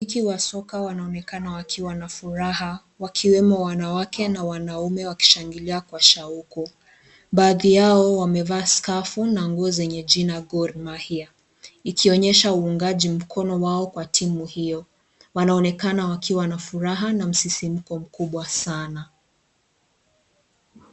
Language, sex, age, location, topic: Swahili, female, 25-35, Kisii, government